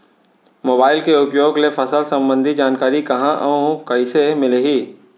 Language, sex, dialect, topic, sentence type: Chhattisgarhi, male, Central, agriculture, question